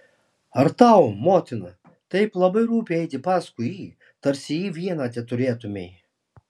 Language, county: Lithuanian, Alytus